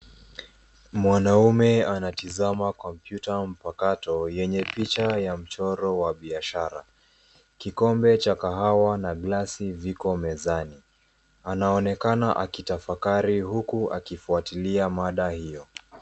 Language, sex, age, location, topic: Swahili, female, 18-24, Nairobi, education